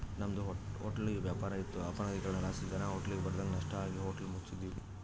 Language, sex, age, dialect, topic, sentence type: Kannada, male, 31-35, Central, banking, statement